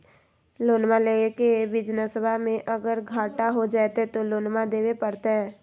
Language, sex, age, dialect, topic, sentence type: Magahi, female, 60-100, Southern, banking, question